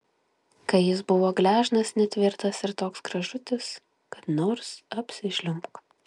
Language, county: Lithuanian, Klaipėda